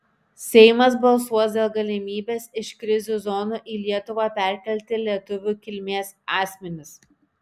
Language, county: Lithuanian, Šiauliai